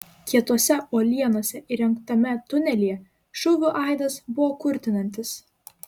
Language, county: Lithuanian, Klaipėda